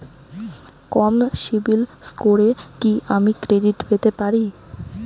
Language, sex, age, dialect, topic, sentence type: Bengali, female, 18-24, Rajbangshi, banking, question